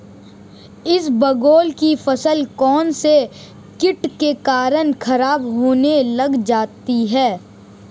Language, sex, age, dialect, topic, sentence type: Hindi, male, 18-24, Marwari Dhudhari, agriculture, question